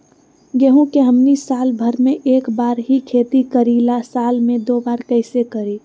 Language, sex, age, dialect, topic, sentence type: Magahi, female, 25-30, Western, agriculture, question